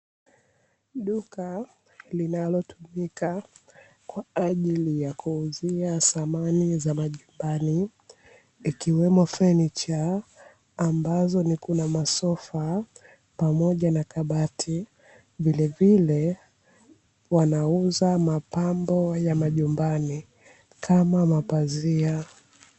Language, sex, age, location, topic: Swahili, female, 25-35, Dar es Salaam, finance